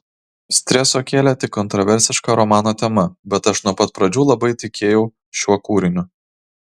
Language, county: Lithuanian, Kaunas